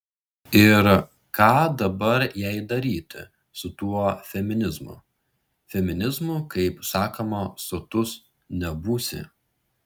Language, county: Lithuanian, Šiauliai